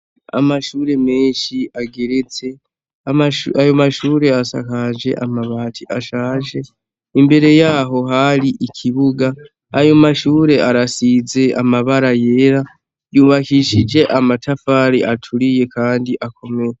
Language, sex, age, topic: Rundi, male, 18-24, education